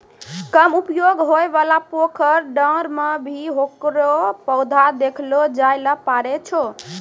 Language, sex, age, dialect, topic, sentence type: Maithili, female, 18-24, Angika, agriculture, statement